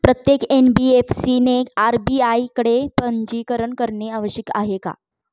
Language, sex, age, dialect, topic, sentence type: Marathi, female, 25-30, Standard Marathi, banking, question